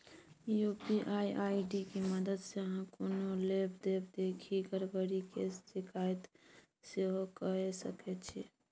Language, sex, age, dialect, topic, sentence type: Maithili, female, 18-24, Bajjika, banking, statement